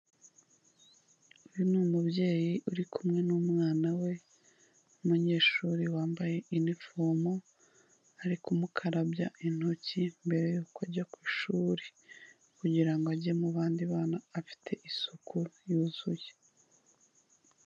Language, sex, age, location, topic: Kinyarwanda, female, 25-35, Kigali, health